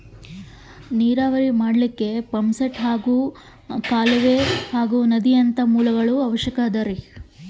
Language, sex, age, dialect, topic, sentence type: Kannada, female, 25-30, Central, agriculture, question